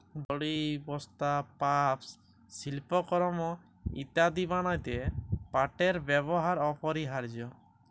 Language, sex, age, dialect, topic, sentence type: Bengali, male, 18-24, Jharkhandi, agriculture, statement